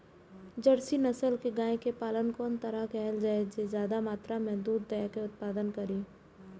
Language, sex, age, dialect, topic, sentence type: Maithili, female, 18-24, Eastern / Thethi, agriculture, question